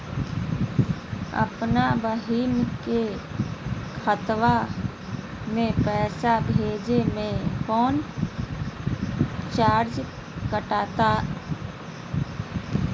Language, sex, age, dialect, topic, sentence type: Magahi, female, 31-35, Southern, banking, question